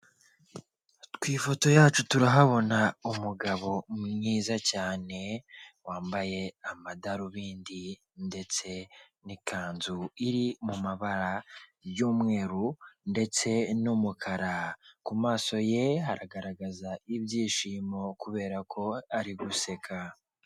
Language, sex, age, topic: Kinyarwanda, male, 18-24, government